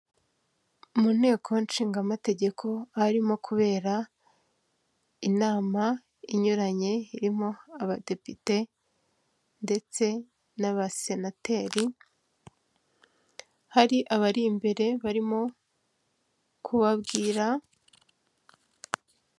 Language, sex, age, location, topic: Kinyarwanda, female, 18-24, Kigali, government